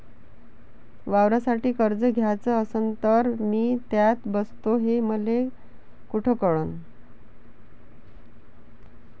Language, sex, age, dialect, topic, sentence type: Marathi, female, 41-45, Varhadi, banking, question